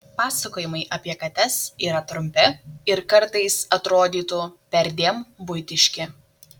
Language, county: Lithuanian, Šiauliai